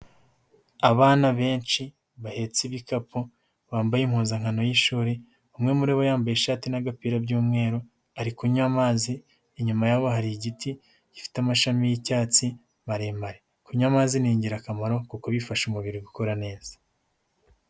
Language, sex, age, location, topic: Kinyarwanda, male, 18-24, Huye, health